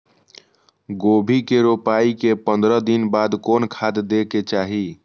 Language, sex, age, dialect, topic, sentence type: Maithili, male, 18-24, Eastern / Thethi, agriculture, question